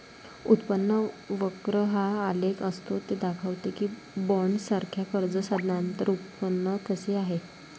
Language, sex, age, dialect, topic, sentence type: Marathi, female, 56-60, Varhadi, banking, statement